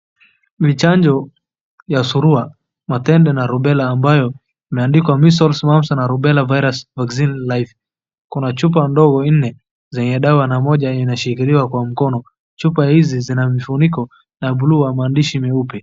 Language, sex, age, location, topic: Swahili, male, 36-49, Wajir, health